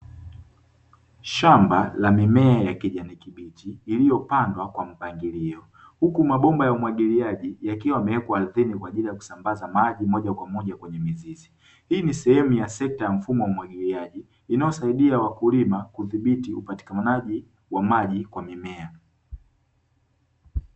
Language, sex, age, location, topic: Swahili, male, 18-24, Dar es Salaam, agriculture